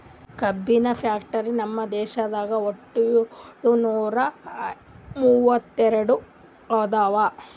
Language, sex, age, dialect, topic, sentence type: Kannada, female, 60-100, Northeastern, agriculture, statement